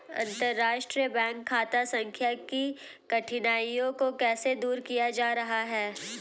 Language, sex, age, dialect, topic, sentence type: Hindi, female, 18-24, Hindustani Malvi Khadi Boli, banking, statement